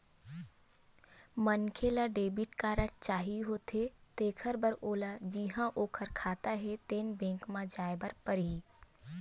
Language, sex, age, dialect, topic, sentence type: Chhattisgarhi, female, 18-24, Western/Budati/Khatahi, banking, statement